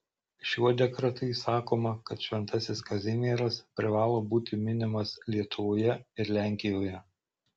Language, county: Lithuanian, Marijampolė